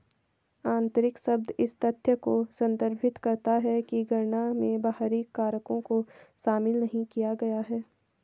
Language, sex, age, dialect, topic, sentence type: Hindi, female, 18-24, Hindustani Malvi Khadi Boli, banking, statement